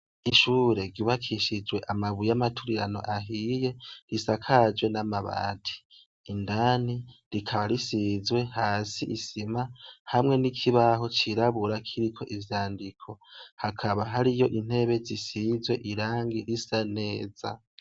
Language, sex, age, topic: Rundi, male, 18-24, education